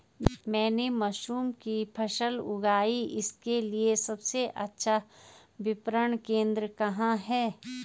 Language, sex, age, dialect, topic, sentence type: Hindi, female, 46-50, Garhwali, agriculture, question